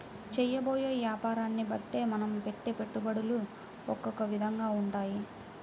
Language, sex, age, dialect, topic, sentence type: Telugu, female, 18-24, Central/Coastal, banking, statement